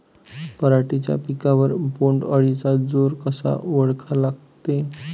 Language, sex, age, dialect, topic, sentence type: Marathi, male, 25-30, Varhadi, agriculture, question